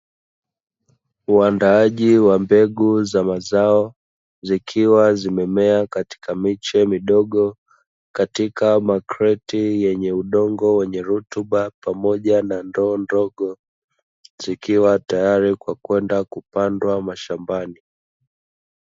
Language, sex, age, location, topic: Swahili, male, 25-35, Dar es Salaam, agriculture